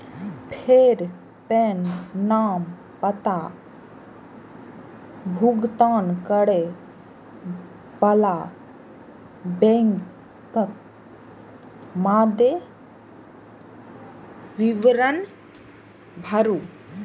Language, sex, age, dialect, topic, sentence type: Maithili, female, 25-30, Eastern / Thethi, banking, statement